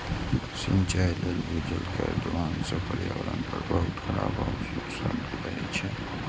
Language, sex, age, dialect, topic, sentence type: Maithili, male, 56-60, Eastern / Thethi, agriculture, statement